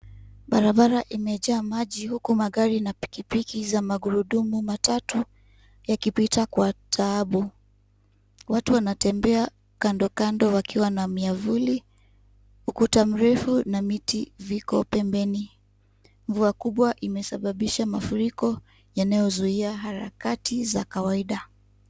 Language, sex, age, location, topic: Swahili, female, 25-35, Kisumu, health